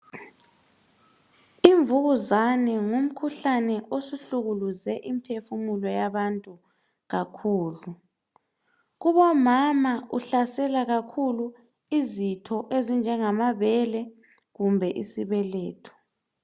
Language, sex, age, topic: North Ndebele, male, 36-49, health